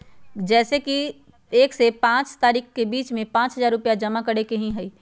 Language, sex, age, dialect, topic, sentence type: Magahi, female, 31-35, Western, banking, question